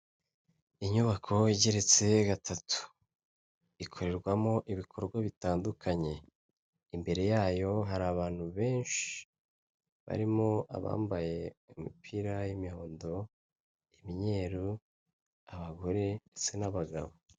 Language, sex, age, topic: Kinyarwanda, male, 25-35, finance